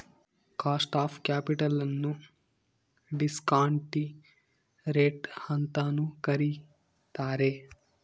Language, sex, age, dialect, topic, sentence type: Kannada, male, 18-24, Central, banking, statement